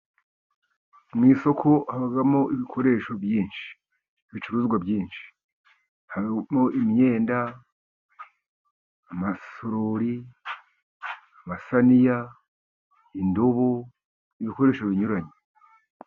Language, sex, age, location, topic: Kinyarwanda, male, 50+, Musanze, finance